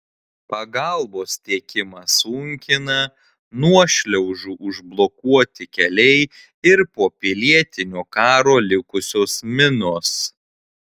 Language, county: Lithuanian, Tauragė